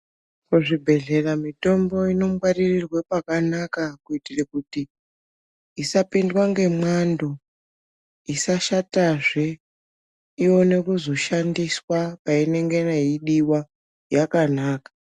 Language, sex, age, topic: Ndau, male, 18-24, health